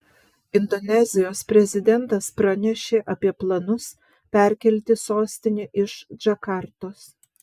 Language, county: Lithuanian, Vilnius